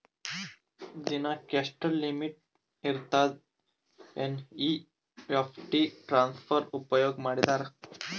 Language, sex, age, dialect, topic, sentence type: Kannada, male, 25-30, Northeastern, banking, question